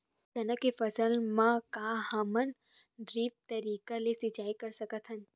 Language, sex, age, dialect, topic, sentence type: Chhattisgarhi, female, 18-24, Western/Budati/Khatahi, agriculture, question